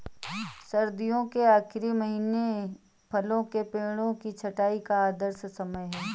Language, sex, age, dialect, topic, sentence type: Hindi, female, 25-30, Awadhi Bundeli, agriculture, statement